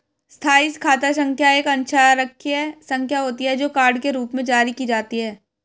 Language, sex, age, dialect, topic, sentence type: Hindi, male, 18-24, Hindustani Malvi Khadi Boli, banking, statement